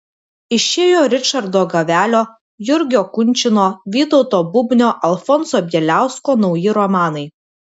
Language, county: Lithuanian, Vilnius